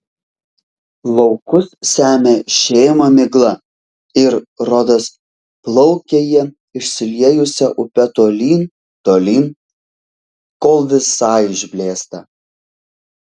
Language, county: Lithuanian, Vilnius